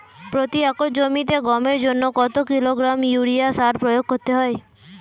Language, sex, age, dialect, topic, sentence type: Bengali, female, <18, Standard Colloquial, agriculture, question